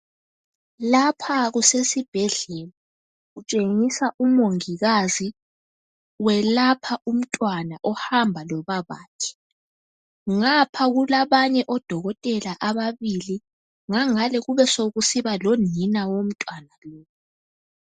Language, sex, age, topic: North Ndebele, female, 18-24, health